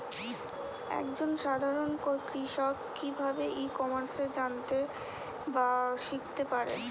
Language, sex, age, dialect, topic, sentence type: Bengali, female, 25-30, Northern/Varendri, agriculture, question